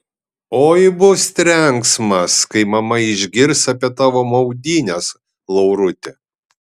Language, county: Lithuanian, Kaunas